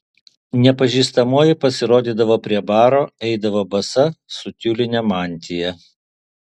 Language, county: Lithuanian, Alytus